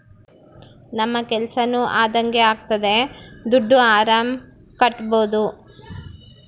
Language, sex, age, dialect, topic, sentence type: Kannada, female, 31-35, Central, banking, statement